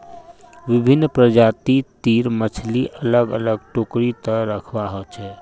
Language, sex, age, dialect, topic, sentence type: Magahi, male, 25-30, Northeastern/Surjapuri, agriculture, statement